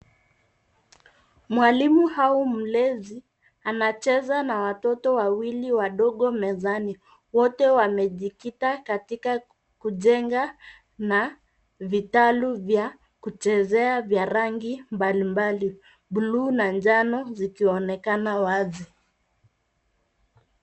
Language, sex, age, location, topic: Swahili, female, 36-49, Nairobi, education